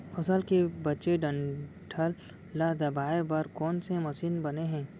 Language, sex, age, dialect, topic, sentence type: Chhattisgarhi, female, 18-24, Central, agriculture, question